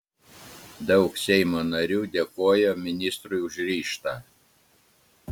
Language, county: Lithuanian, Klaipėda